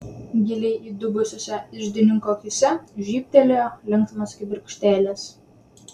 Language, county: Lithuanian, Vilnius